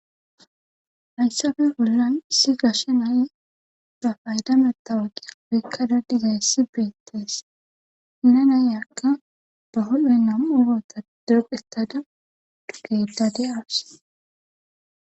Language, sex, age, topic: Gamo, female, 18-24, government